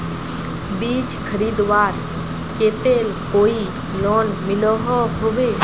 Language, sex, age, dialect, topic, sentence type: Magahi, female, 25-30, Northeastern/Surjapuri, agriculture, question